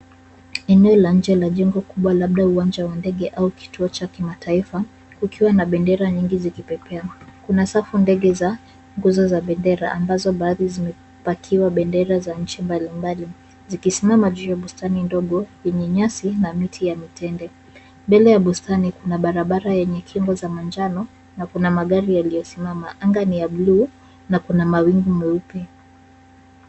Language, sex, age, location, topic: Swahili, female, 36-49, Nairobi, government